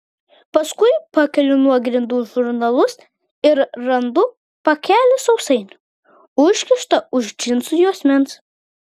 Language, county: Lithuanian, Vilnius